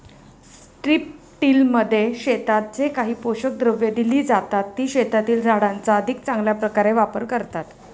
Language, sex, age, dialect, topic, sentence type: Marathi, female, 36-40, Standard Marathi, agriculture, statement